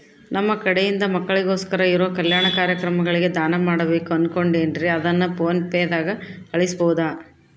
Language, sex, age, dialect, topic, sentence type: Kannada, female, 56-60, Central, banking, question